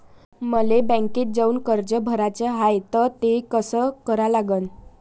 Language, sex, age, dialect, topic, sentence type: Marathi, female, 18-24, Varhadi, banking, question